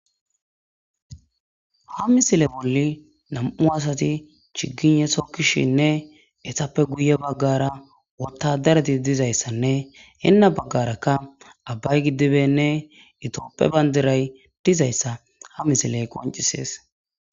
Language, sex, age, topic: Gamo, male, 18-24, agriculture